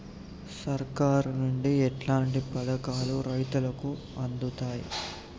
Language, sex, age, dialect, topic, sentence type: Telugu, male, 18-24, Telangana, agriculture, question